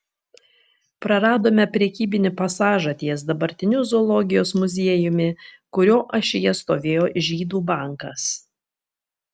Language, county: Lithuanian, Vilnius